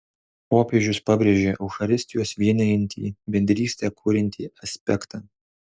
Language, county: Lithuanian, Alytus